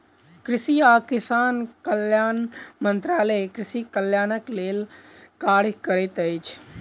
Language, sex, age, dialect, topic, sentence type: Maithili, male, 18-24, Southern/Standard, agriculture, statement